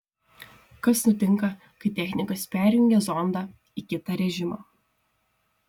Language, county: Lithuanian, Šiauliai